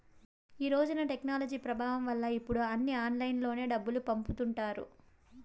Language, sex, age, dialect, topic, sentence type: Telugu, female, 18-24, Southern, banking, statement